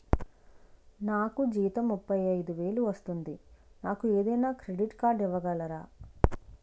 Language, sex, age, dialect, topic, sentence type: Telugu, female, 25-30, Utterandhra, banking, question